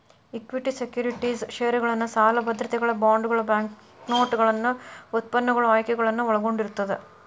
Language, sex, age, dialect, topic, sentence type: Kannada, female, 31-35, Dharwad Kannada, banking, statement